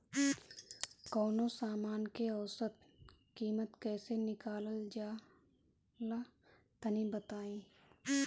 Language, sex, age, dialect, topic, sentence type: Bhojpuri, female, 25-30, Northern, agriculture, question